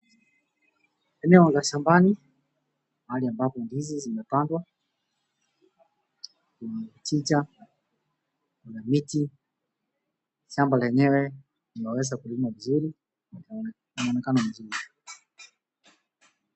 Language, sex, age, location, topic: Swahili, male, 25-35, Wajir, agriculture